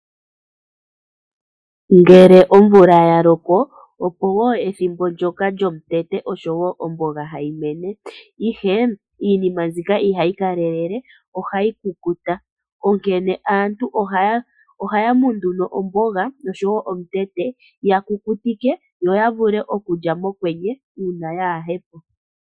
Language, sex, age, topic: Oshiwambo, female, 25-35, agriculture